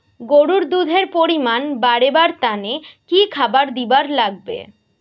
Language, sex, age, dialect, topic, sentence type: Bengali, female, 18-24, Rajbangshi, agriculture, question